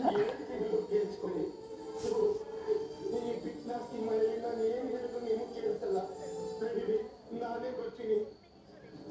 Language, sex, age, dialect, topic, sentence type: Kannada, female, 60-100, Dharwad Kannada, agriculture, statement